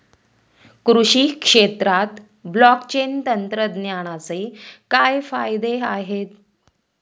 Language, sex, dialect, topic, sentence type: Marathi, female, Standard Marathi, agriculture, question